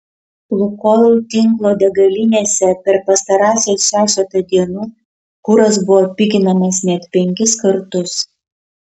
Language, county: Lithuanian, Kaunas